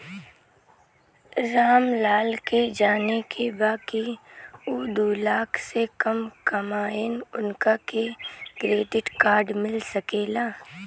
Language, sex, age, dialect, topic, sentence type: Bhojpuri, female, <18, Western, banking, question